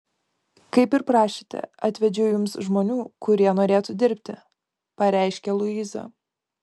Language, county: Lithuanian, Kaunas